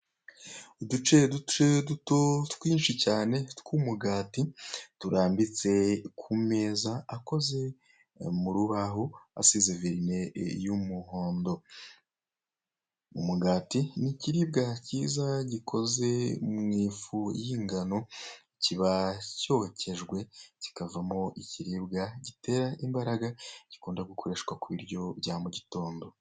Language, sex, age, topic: Kinyarwanda, male, 25-35, finance